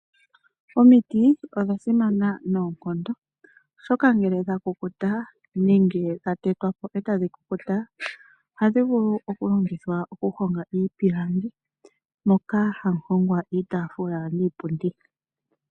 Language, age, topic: Oshiwambo, 25-35, finance